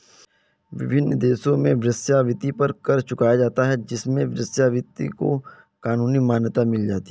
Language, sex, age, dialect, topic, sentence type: Hindi, male, 18-24, Kanauji Braj Bhasha, banking, statement